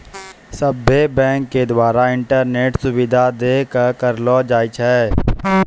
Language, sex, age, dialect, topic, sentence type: Maithili, male, 18-24, Angika, banking, statement